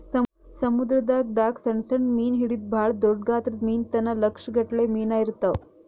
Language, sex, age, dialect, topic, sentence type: Kannada, female, 18-24, Northeastern, agriculture, statement